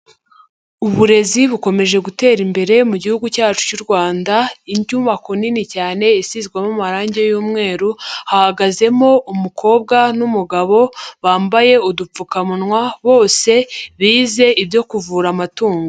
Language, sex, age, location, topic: Kinyarwanda, male, 50+, Nyagatare, agriculture